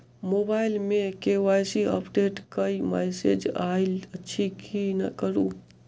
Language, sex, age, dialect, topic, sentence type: Maithili, male, 18-24, Southern/Standard, banking, question